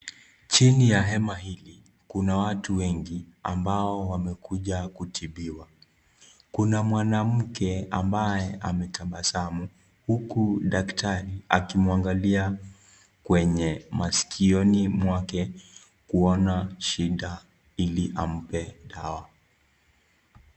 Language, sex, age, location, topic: Swahili, male, 25-35, Kisii, health